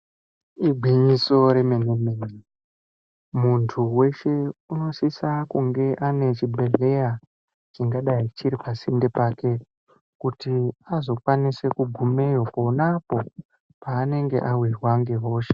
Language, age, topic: Ndau, 18-24, health